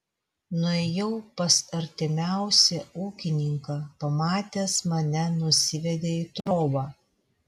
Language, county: Lithuanian, Vilnius